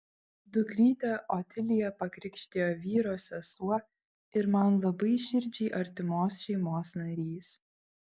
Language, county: Lithuanian, Vilnius